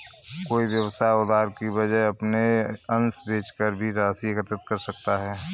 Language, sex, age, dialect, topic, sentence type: Hindi, male, 36-40, Kanauji Braj Bhasha, banking, statement